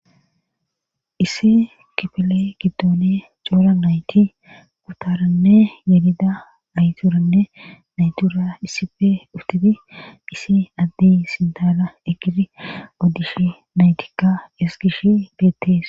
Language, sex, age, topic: Gamo, female, 36-49, government